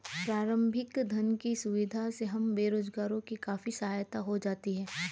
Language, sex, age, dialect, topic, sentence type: Hindi, female, 31-35, Hindustani Malvi Khadi Boli, banking, statement